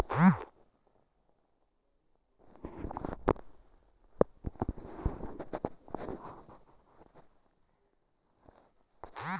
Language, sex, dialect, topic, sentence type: Telugu, male, Southern, banking, statement